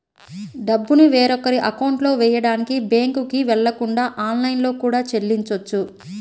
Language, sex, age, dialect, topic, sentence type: Telugu, female, 25-30, Central/Coastal, banking, statement